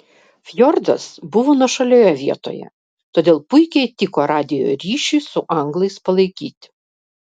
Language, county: Lithuanian, Vilnius